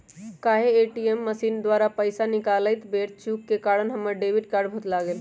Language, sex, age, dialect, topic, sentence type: Magahi, female, 18-24, Western, banking, statement